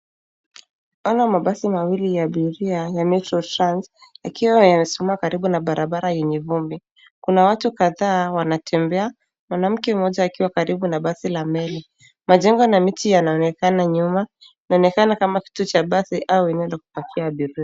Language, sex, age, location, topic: Swahili, female, 18-24, Nairobi, government